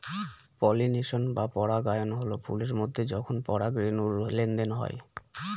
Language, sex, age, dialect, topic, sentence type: Bengali, male, 25-30, Northern/Varendri, agriculture, statement